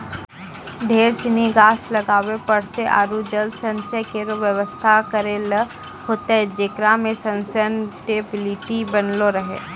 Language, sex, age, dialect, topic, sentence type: Maithili, female, 18-24, Angika, agriculture, statement